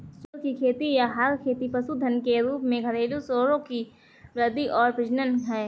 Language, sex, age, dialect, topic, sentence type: Hindi, female, 18-24, Awadhi Bundeli, agriculture, statement